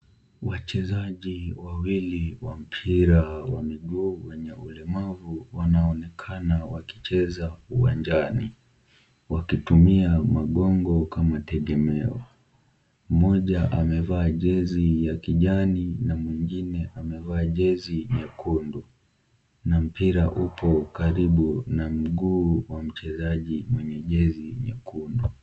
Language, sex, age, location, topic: Swahili, male, 18-24, Kisumu, education